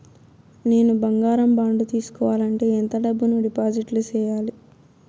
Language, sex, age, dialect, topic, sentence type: Telugu, female, 18-24, Southern, banking, question